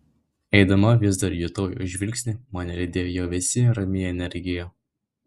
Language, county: Lithuanian, Vilnius